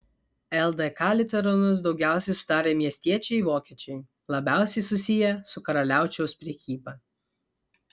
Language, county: Lithuanian, Vilnius